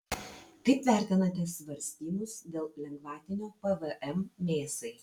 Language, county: Lithuanian, Vilnius